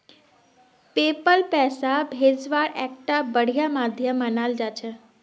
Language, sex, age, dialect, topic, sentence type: Magahi, female, 18-24, Northeastern/Surjapuri, banking, statement